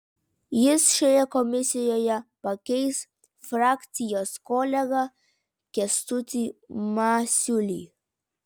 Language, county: Lithuanian, Vilnius